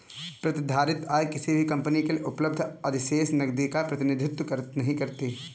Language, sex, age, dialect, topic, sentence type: Hindi, male, 18-24, Kanauji Braj Bhasha, banking, statement